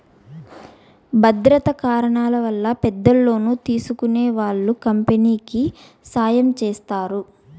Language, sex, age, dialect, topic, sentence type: Telugu, female, 25-30, Southern, banking, statement